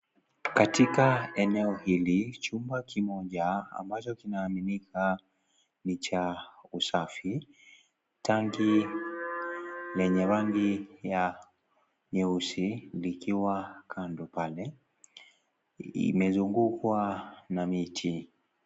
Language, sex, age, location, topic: Swahili, male, 18-24, Kisii, health